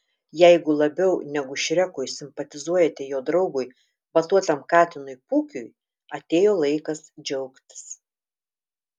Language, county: Lithuanian, Telšiai